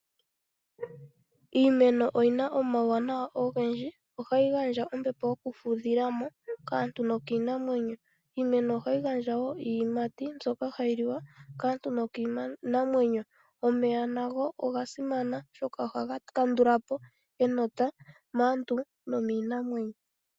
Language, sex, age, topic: Oshiwambo, female, 25-35, agriculture